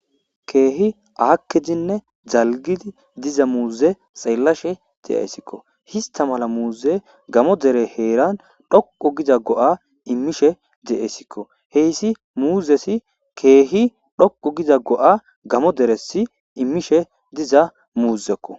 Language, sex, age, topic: Gamo, male, 25-35, agriculture